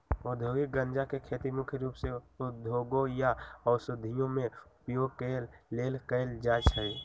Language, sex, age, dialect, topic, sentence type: Magahi, male, 18-24, Western, agriculture, statement